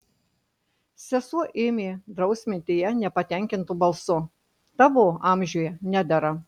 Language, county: Lithuanian, Marijampolė